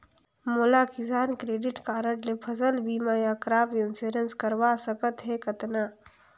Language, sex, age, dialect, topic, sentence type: Chhattisgarhi, female, 46-50, Northern/Bhandar, agriculture, question